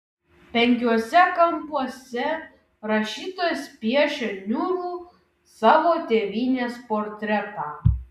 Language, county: Lithuanian, Kaunas